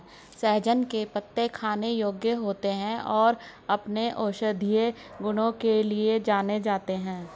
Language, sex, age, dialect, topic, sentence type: Hindi, male, 56-60, Hindustani Malvi Khadi Boli, agriculture, statement